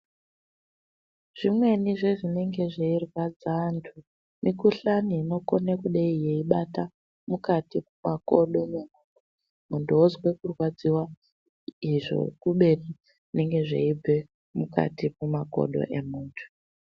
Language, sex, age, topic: Ndau, female, 18-24, health